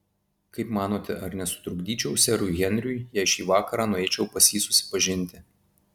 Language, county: Lithuanian, Marijampolė